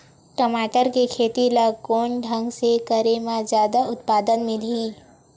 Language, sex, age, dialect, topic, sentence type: Chhattisgarhi, female, 18-24, Western/Budati/Khatahi, agriculture, question